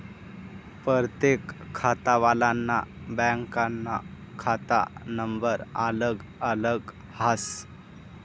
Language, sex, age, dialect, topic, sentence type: Marathi, male, 18-24, Northern Konkan, banking, statement